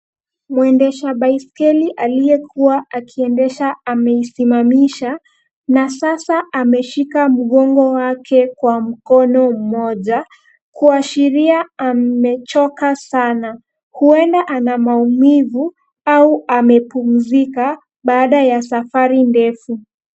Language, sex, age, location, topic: Swahili, female, 18-24, Nairobi, health